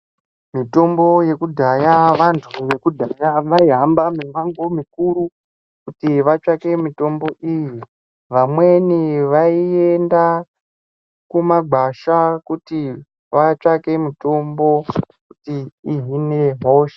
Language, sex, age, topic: Ndau, female, 36-49, health